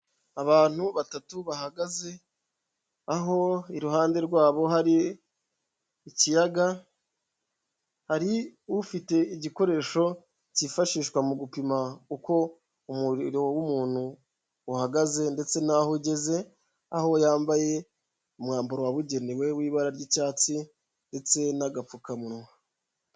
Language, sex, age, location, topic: Kinyarwanda, male, 25-35, Huye, health